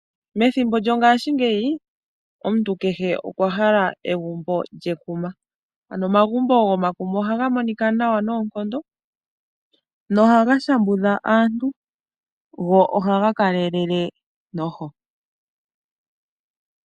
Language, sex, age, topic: Oshiwambo, female, 18-24, agriculture